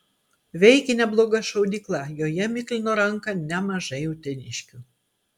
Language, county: Lithuanian, Klaipėda